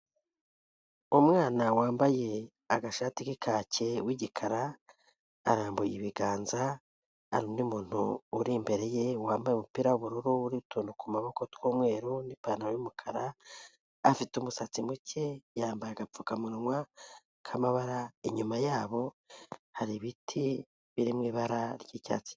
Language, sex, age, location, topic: Kinyarwanda, female, 18-24, Kigali, health